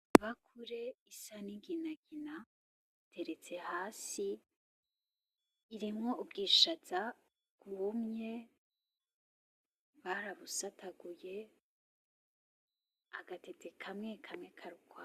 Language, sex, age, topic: Rundi, female, 25-35, agriculture